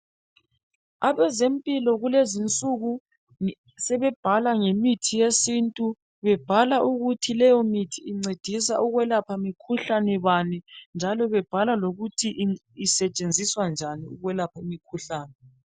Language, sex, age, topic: North Ndebele, female, 36-49, health